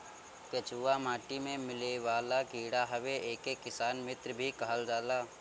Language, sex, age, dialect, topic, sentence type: Bhojpuri, male, 18-24, Northern, agriculture, statement